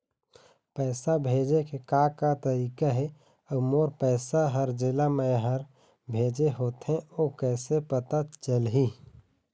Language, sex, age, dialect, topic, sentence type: Chhattisgarhi, male, 25-30, Eastern, banking, question